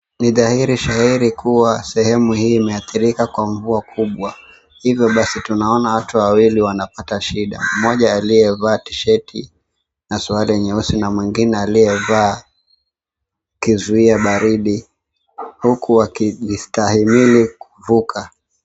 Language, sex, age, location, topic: Swahili, male, 18-24, Mombasa, health